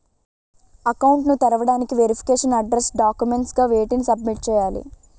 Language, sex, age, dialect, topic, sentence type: Telugu, female, 18-24, Utterandhra, banking, question